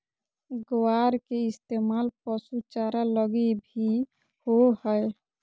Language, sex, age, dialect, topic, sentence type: Magahi, female, 36-40, Southern, agriculture, statement